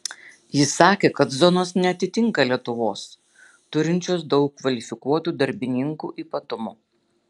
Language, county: Lithuanian, Šiauliai